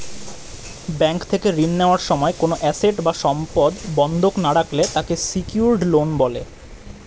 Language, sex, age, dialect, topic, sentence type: Bengali, male, 18-24, Standard Colloquial, banking, statement